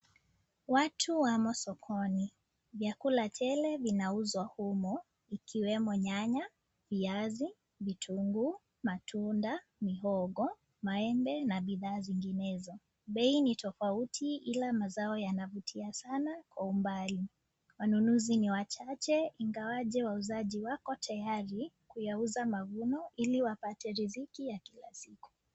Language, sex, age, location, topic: Swahili, female, 18-24, Nakuru, finance